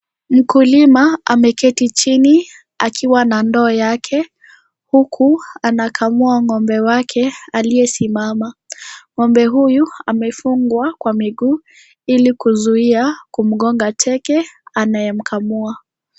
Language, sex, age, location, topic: Swahili, female, 25-35, Kisii, agriculture